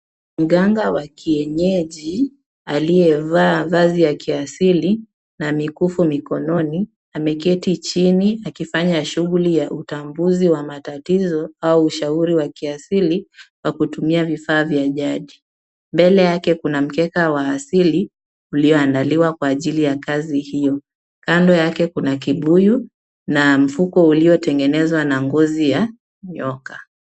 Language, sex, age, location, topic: Swahili, female, 25-35, Kisumu, health